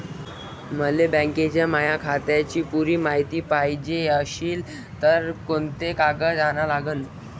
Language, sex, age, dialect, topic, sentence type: Marathi, male, 18-24, Varhadi, banking, question